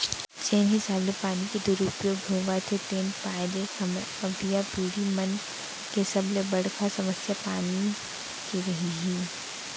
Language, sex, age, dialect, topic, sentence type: Chhattisgarhi, female, 18-24, Central, agriculture, statement